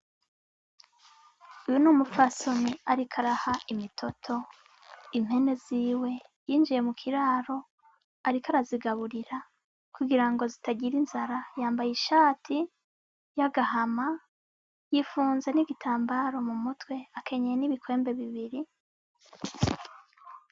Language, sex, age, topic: Rundi, female, 25-35, agriculture